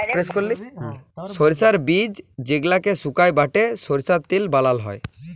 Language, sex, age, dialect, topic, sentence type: Bengali, male, 25-30, Jharkhandi, agriculture, statement